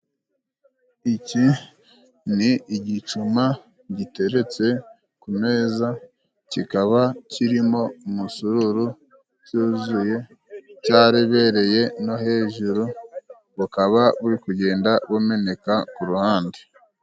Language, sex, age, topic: Kinyarwanda, male, 25-35, government